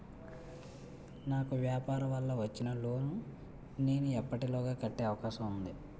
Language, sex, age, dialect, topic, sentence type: Telugu, male, 18-24, Utterandhra, banking, question